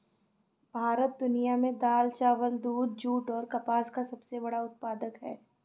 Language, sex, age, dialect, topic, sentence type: Hindi, female, 25-30, Awadhi Bundeli, agriculture, statement